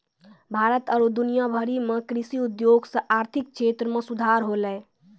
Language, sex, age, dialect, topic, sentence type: Maithili, female, 18-24, Angika, agriculture, statement